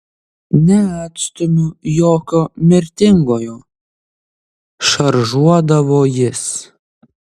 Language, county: Lithuanian, Kaunas